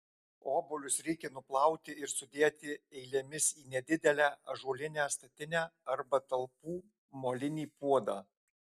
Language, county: Lithuanian, Alytus